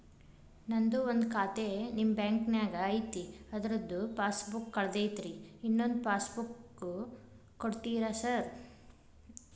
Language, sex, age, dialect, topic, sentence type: Kannada, female, 25-30, Dharwad Kannada, banking, question